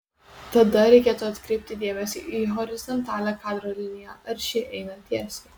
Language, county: Lithuanian, Kaunas